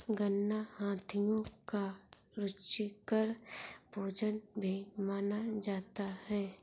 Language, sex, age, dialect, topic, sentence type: Hindi, female, 46-50, Awadhi Bundeli, agriculture, statement